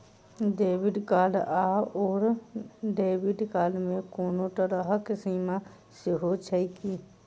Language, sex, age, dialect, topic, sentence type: Maithili, female, 18-24, Southern/Standard, banking, question